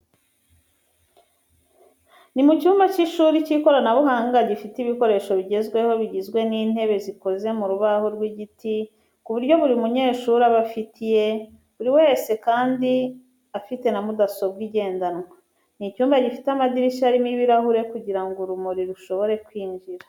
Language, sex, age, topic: Kinyarwanda, female, 25-35, education